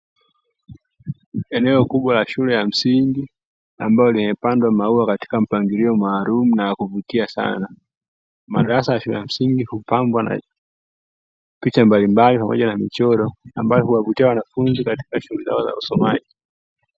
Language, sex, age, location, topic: Swahili, male, 25-35, Dar es Salaam, education